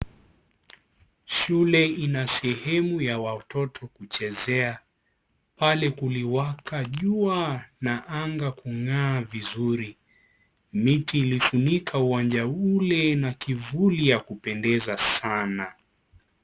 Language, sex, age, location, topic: Swahili, male, 25-35, Kisii, education